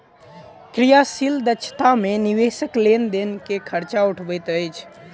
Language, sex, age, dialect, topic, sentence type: Maithili, male, 18-24, Southern/Standard, banking, statement